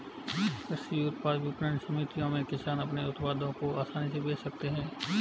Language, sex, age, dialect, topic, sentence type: Hindi, male, 36-40, Marwari Dhudhari, agriculture, statement